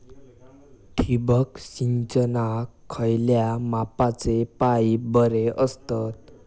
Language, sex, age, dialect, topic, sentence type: Marathi, male, 18-24, Southern Konkan, agriculture, question